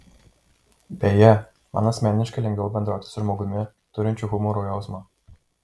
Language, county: Lithuanian, Marijampolė